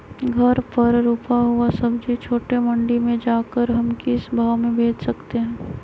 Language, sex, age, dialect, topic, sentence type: Magahi, female, 31-35, Western, agriculture, question